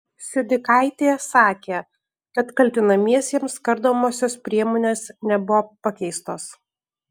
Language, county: Lithuanian, Alytus